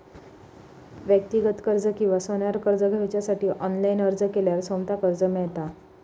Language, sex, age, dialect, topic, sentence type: Marathi, female, 25-30, Southern Konkan, banking, statement